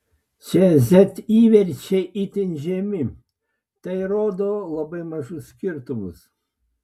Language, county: Lithuanian, Klaipėda